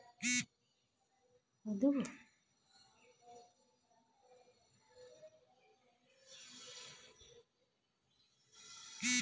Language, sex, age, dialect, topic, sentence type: Bengali, female, 41-45, Standard Colloquial, agriculture, statement